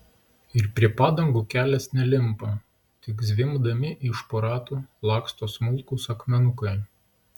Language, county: Lithuanian, Klaipėda